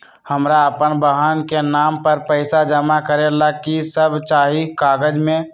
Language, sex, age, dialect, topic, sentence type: Magahi, male, 18-24, Western, banking, question